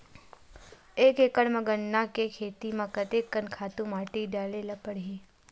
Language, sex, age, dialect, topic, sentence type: Chhattisgarhi, female, 51-55, Western/Budati/Khatahi, agriculture, question